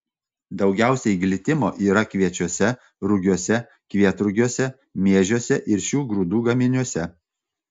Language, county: Lithuanian, Panevėžys